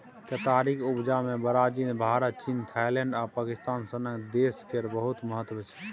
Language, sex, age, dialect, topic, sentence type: Maithili, male, 18-24, Bajjika, agriculture, statement